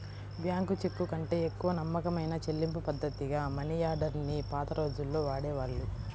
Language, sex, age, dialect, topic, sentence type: Telugu, female, 18-24, Central/Coastal, banking, statement